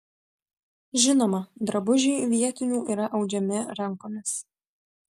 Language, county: Lithuanian, Vilnius